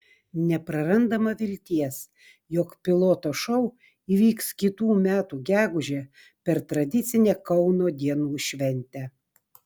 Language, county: Lithuanian, Vilnius